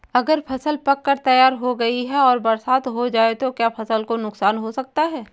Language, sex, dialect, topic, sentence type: Hindi, female, Kanauji Braj Bhasha, agriculture, question